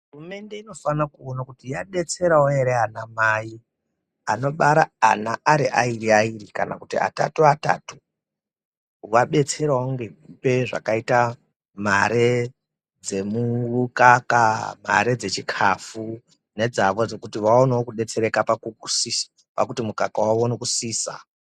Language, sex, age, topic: Ndau, male, 36-49, health